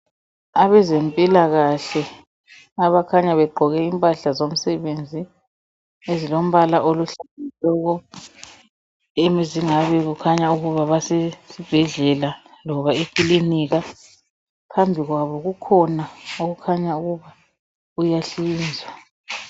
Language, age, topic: North Ndebele, 36-49, health